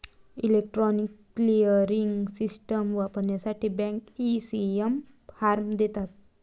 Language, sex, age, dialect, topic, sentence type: Marathi, female, 18-24, Varhadi, banking, statement